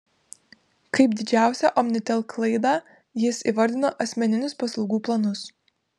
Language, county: Lithuanian, Vilnius